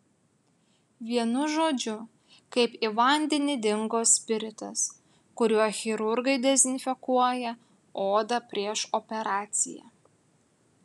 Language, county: Lithuanian, Utena